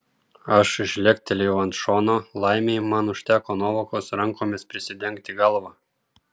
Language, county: Lithuanian, Kaunas